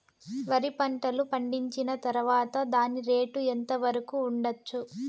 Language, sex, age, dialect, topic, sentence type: Telugu, female, 18-24, Southern, agriculture, question